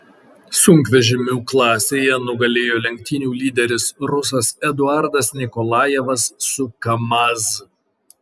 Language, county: Lithuanian, Kaunas